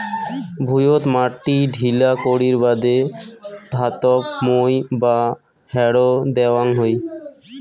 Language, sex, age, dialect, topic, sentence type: Bengali, male, 25-30, Rajbangshi, agriculture, statement